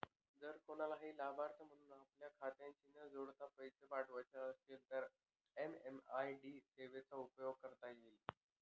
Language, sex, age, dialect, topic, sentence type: Marathi, male, 25-30, Northern Konkan, banking, statement